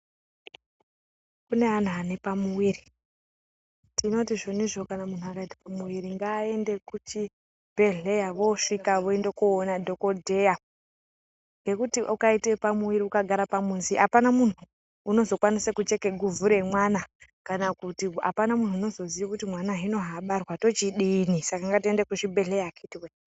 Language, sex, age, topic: Ndau, female, 36-49, health